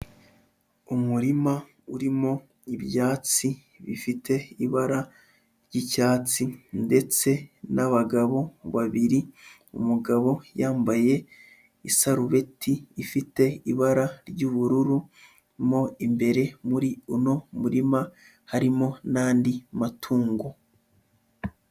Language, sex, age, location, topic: Kinyarwanda, male, 25-35, Huye, agriculture